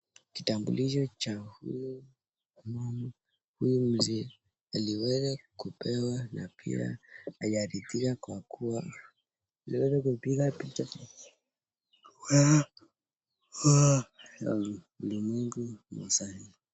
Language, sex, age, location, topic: Swahili, male, 18-24, Nakuru, government